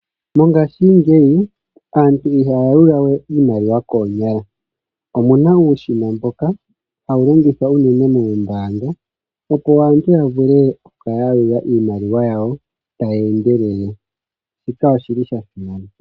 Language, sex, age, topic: Oshiwambo, male, 25-35, finance